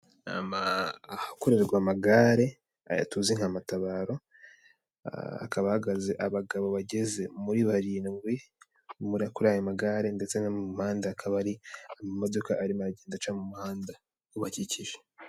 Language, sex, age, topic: Kinyarwanda, male, 18-24, government